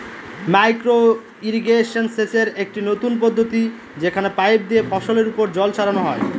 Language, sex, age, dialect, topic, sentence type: Bengali, male, 18-24, Northern/Varendri, agriculture, statement